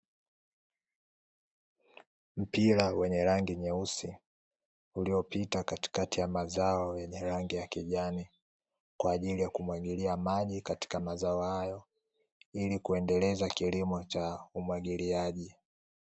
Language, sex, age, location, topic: Swahili, male, 18-24, Dar es Salaam, agriculture